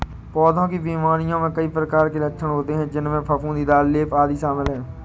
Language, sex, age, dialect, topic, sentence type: Hindi, male, 18-24, Awadhi Bundeli, agriculture, statement